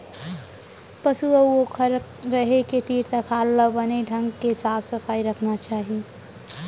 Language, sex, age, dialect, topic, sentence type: Chhattisgarhi, male, 60-100, Central, agriculture, statement